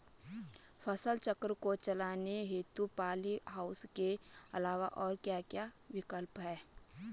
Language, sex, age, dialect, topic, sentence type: Hindi, female, 25-30, Garhwali, agriculture, question